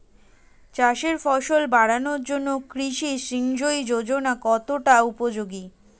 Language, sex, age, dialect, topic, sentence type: Bengali, female, 18-24, Standard Colloquial, agriculture, question